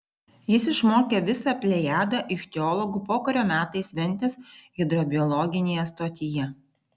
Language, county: Lithuanian, Vilnius